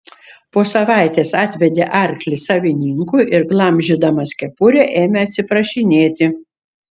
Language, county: Lithuanian, Šiauliai